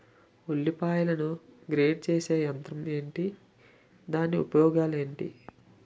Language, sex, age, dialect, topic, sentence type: Telugu, male, 18-24, Utterandhra, agriculture, question